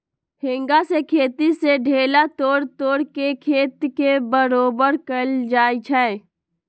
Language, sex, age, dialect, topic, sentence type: Magahi, female, 18-24, Western, agriculture, statement